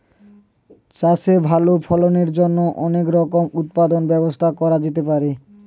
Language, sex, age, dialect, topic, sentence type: Bengali, male, 18-24, Standard Colloquial, agriculture, statement